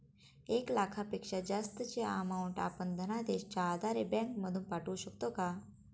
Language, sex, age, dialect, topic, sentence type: Marathi, female, 25-30, Standard Marathi, banking, question